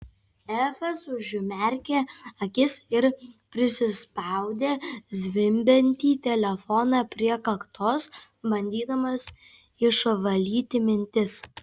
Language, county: Lithuanian, Kaunas